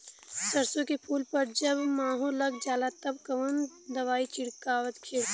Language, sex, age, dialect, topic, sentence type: Bhojpuri, female, 18-24, Western, agriculture, question